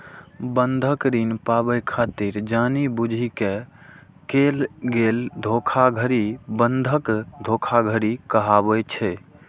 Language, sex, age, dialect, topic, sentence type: Maithili, male, 60-100, Eastern / Thethi, banking, statement